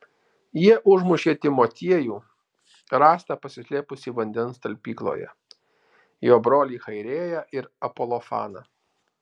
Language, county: Lithuanian, Alytus